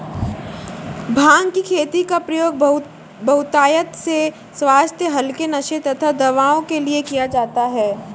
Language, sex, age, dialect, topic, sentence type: Hindi, female, 18-24, Marwari Dhudhari, agriculture, statement